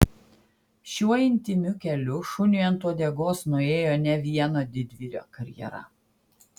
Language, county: Lithuanian, Klaipėda